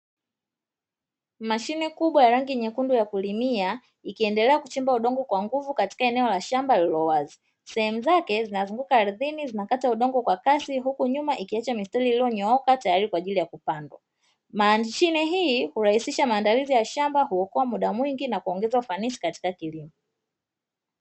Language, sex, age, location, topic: Swahili, female, 25-35, Dar es Salaam, agriculture